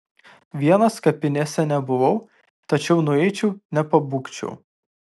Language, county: Lithuanian, Vilnius